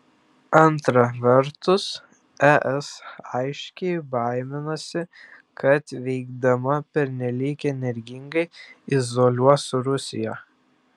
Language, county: Lithuanian, Klaipėda